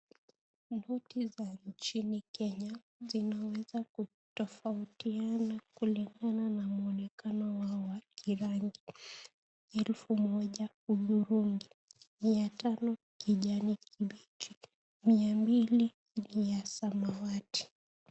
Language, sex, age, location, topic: Swahili, female, 18-24, Kisii, finance